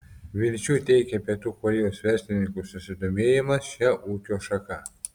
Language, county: Lithuanian, Telšiai